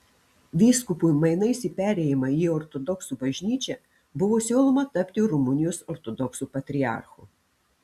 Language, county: Lithuanian, Telšiai